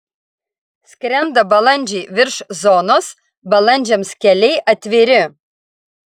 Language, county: Lithuanian, Vilnius